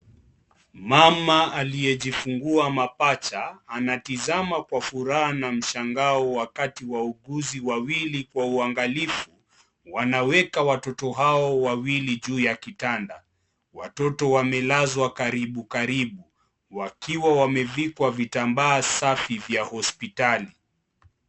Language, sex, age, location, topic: Swahili, male, 25-35, Kisii, health